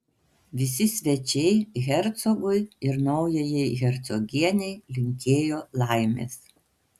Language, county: Lithuanian, Panevėžys